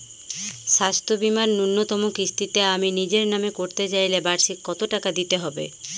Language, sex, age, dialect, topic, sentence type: Bengali, female, 31-35, Jharkhandi, banking, question